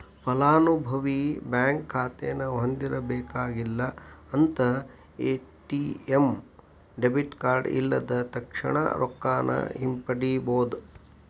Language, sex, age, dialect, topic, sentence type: Kannada, male, 60-100, Dharwad Kannada, banking, statement